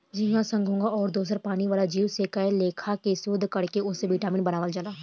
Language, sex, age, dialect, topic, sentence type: Bhojpuri, female, 18-24, Southern / Standard, agriculture, statement